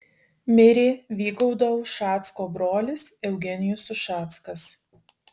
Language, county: Lithuanian, Alytus